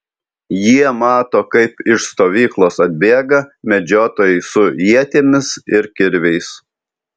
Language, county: Lithuanian, Alytus